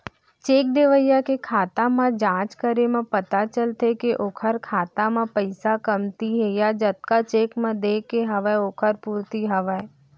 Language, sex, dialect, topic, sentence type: Chhattisgarhi, female, Central, banking, statement